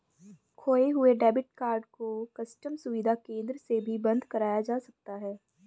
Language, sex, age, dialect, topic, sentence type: Hindi, female, 25-30, Hindustani Malvi Khadi Boli, banking, statement